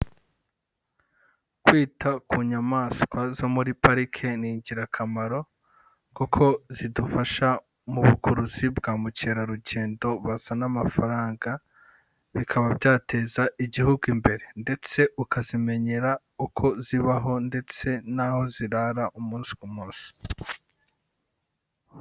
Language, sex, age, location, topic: Kinyarwanda, male, 25-35, Kigali, agriculture